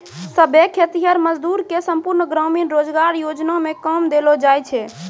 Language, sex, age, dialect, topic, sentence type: Maithili, female, 18-24, Angika, banking, statement